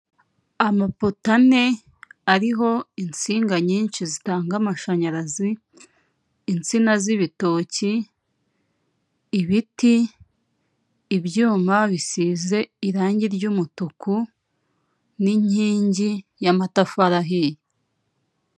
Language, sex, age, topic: Kinyarwanda, female, 25-35, government